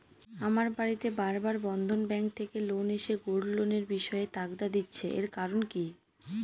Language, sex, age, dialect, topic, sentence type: Bengali, female, 18-24, Northern/Varendri, banking, question